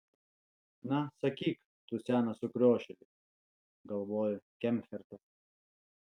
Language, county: Lithuanian, Alytus